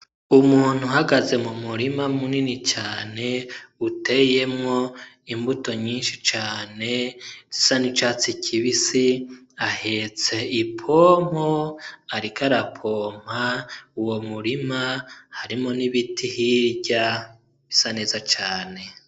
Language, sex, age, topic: Rundi, male, 25-35, agriculture